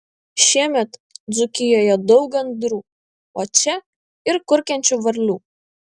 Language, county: Lithuanian, Vilnius